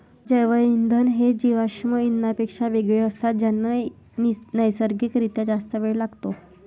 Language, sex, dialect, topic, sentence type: Marathi, female, Varhadi, agriculture, statement